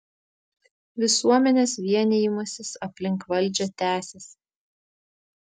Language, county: Lithuanian, Vilnius